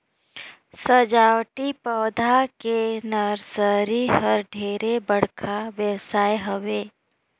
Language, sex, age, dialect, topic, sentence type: Chhattisgarhi, female, 25-30, Northern/Bhandar, agriculture, statement